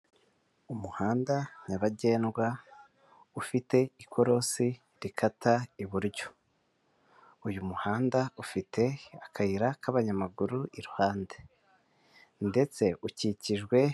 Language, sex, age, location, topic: Kinyarwanda, male, 25-35, Kigali, government